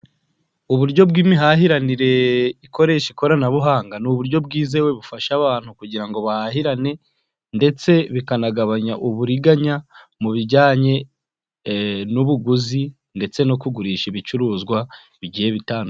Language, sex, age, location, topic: Kinyarwanda, male, 18-24, Huye, finance